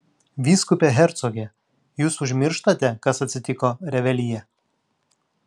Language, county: Lithuanian, Klaipėda